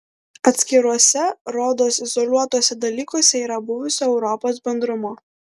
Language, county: Lithuanian, Klaipėda